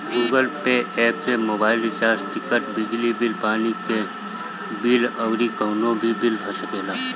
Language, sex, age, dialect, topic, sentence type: Bhojpuri, male, 31-35, Northern, banking, statement